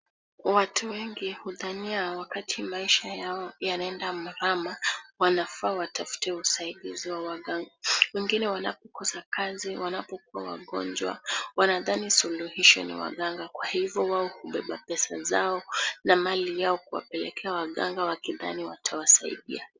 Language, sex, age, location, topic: Swahili, female, 18-24, Kisumu, health